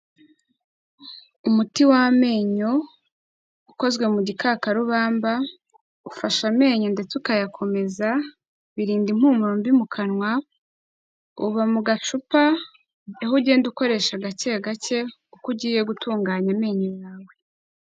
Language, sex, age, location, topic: Kinyarwanda, female, 18-24, Kigali, health